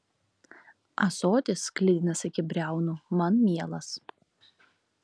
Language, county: Lithuanian, Klaipėda